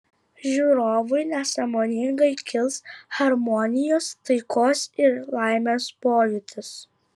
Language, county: Lithuanian, Vilnius